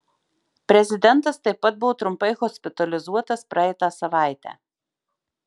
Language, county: Lithuanian, Marijampolė